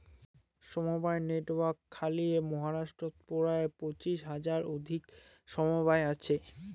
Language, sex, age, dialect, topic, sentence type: Bengali, male, 18-24, Rajbangshi, agriculture, statement